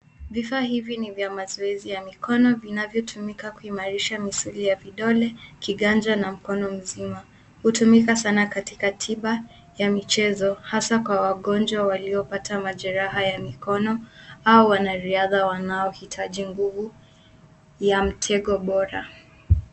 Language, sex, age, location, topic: Swahili, female, 18-24, Nairobi, health